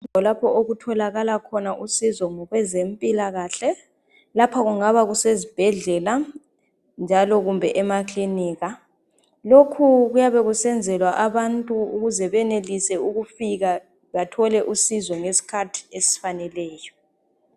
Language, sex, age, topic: North Ndebele, male, 25-35, health